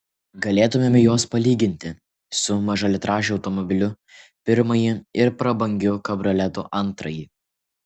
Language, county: Lithuanian, Kaunas